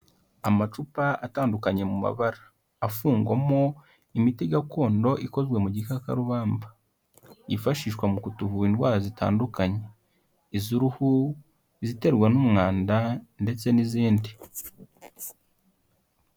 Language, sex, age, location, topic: Kinyarwanda, male, 18-24, Kigali, health